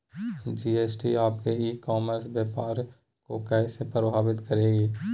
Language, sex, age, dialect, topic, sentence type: Magahi, male, 18-24, Southern, agriculture, question